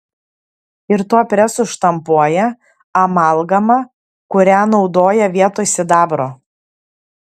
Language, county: Lithuanian, Klaipėda